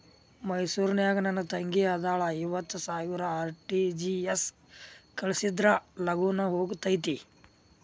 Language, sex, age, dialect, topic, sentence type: Kannada, male, 46-50, Dharwad Kannada, banking, question